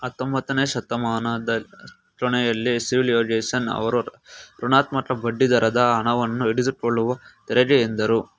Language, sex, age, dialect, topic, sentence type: Kannada, male, 18-24, Mysore Kannada, banking, statement